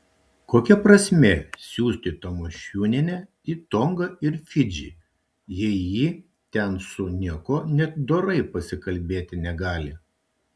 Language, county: Lithuanian, Šiauliai